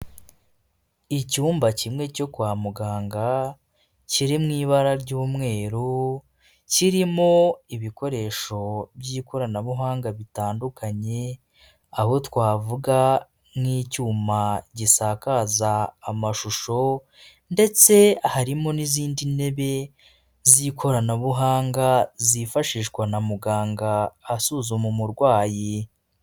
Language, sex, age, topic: Kinyarwanda, male, 25-35, health